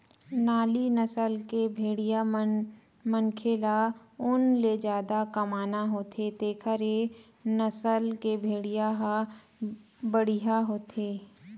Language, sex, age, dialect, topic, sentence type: Chhattisgarhi, female, 31-35, Western/Budati/Khatahi, agriculture, statement